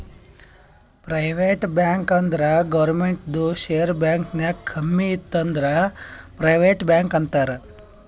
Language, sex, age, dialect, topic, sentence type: Kannada, male, 18-24, Northeastern, banking, statement